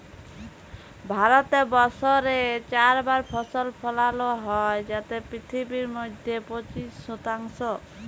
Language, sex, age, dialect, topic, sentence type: Bengali, female, 18-24, Jharkhandi, agriculture, statement